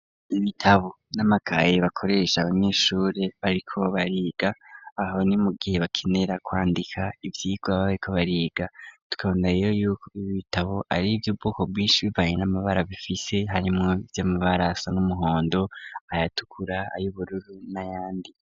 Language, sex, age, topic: Rundi, female, 18-24, education